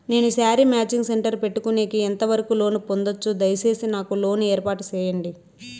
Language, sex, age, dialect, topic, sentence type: Telugu, female, 18-24, Southern, banking, question